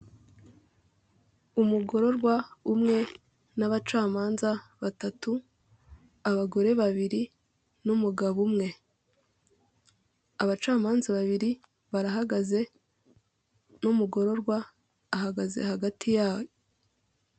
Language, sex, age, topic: Kinyarwanda, female, 18-24, government